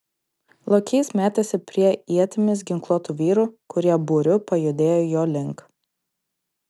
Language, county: Lithuanian, Klaipėda